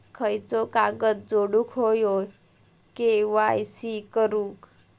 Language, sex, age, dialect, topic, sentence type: Marathi, male, 18-24, Southern Konkan, banking, question